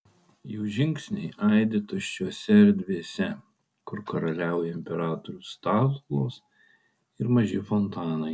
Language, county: Lithuanian, Kaunas